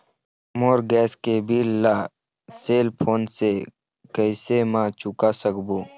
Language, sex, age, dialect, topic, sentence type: Chhattisgarhi, male, 60-100, Eastern, banking, question